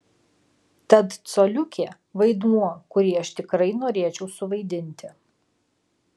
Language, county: Lithuanian, Alytus